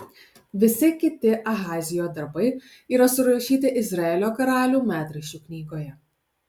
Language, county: Lithuanian, Alytus